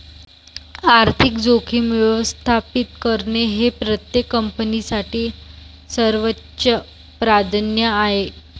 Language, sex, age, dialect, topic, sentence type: Marathi, female, 18-24, Varhadi, banking, statement